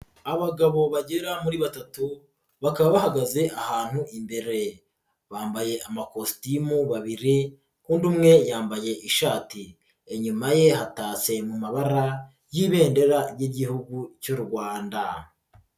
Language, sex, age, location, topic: Kinyarwanda, male, 50+, Nyagatare, government